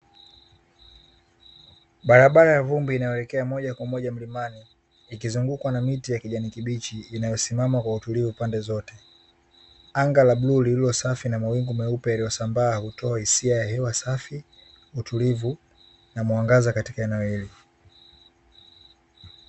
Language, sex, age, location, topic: Swahili, male, 18-24, Dar es Salaam, agriculture